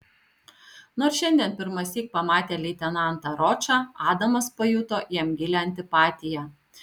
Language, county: Lithuanian, Alytus